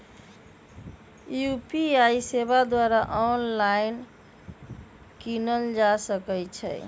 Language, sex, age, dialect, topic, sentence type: Magahi, female, 25-30, Western, banking, statement